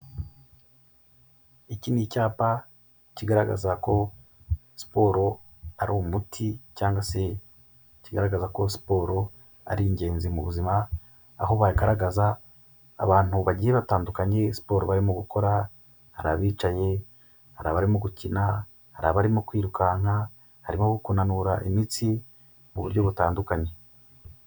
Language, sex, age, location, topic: Kinyarwanda, male, 36-49, Kigali, health